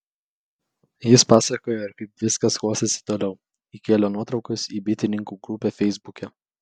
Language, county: Lithuanian, Vilnius